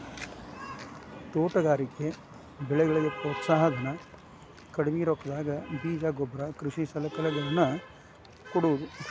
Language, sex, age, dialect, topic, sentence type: Kannada, male, 56-60, Dharwad Kannada, agriculture, statement